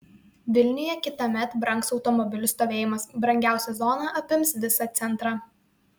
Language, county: Lithuanian, Vilnius